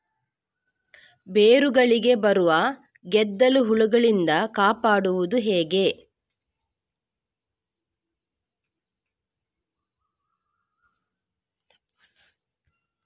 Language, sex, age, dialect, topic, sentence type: Kannada, female, 41-45, Coastal/Dakshin, agriculture, question